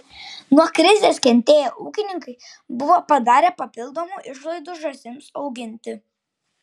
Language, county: Lithuanian, Klaipėda